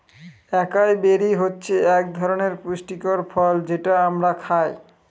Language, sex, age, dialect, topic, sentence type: Bengali, male, 25-30, Northern/Varendri, agriculture, statement